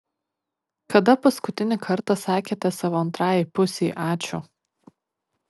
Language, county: Lithuanian, Kaunas